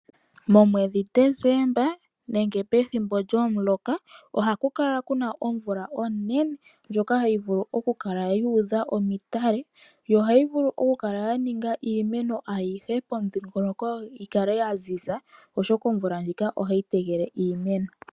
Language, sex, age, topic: Oshiwambo, male, 25-35, agriculture